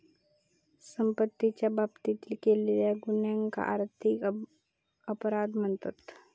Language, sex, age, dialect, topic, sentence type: Marathi, female, 31-35, Southern Konkan, banking, statement